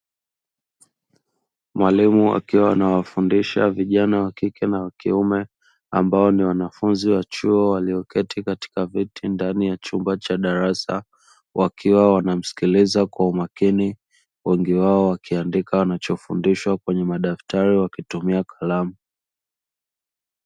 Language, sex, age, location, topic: Swahili, male, 25-35, Dar es Salaam, education